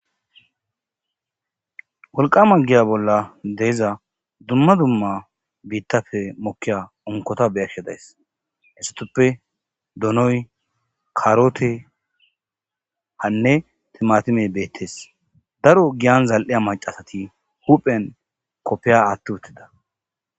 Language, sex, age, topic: Gamo, male, 25-35, agriculture